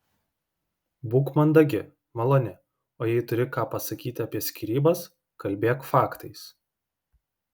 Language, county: Lithuanian, Vilnius